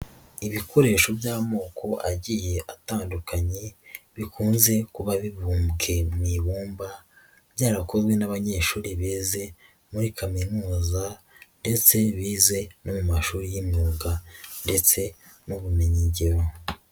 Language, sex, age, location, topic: Kinyarwanda, female, 25-35, Nyagatare, education